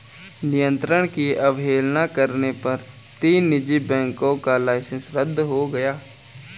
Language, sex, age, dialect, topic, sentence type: Hindi, male, 18-24, Garhwali, banking, statement